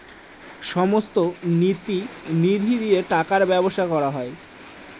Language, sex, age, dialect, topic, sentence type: Bengali, male, 18-24, Northern/Varendri, banking, statement